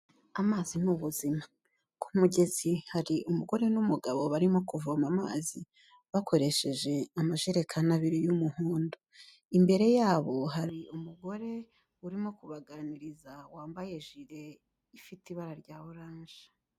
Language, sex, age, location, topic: Kinyarwanda, female, 25-35, Kigali, health